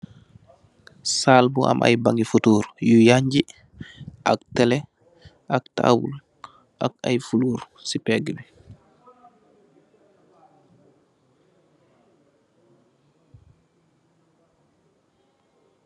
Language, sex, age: Wolof, male, 25-35